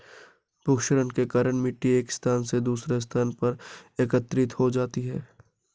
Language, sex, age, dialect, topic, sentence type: Hindi, female, 18-24, Marwari Dhudhari, agriculture, statement